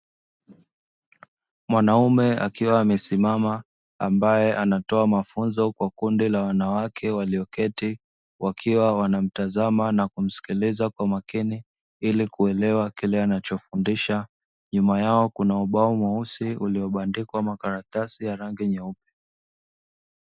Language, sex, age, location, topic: Swahili, male, 25-35, Dar es Salaam, education